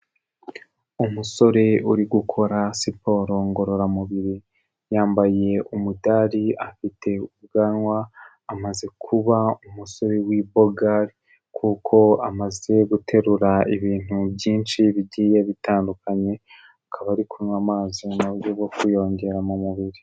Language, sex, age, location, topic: Kinyarwanda, male, 18-24, Kigali, health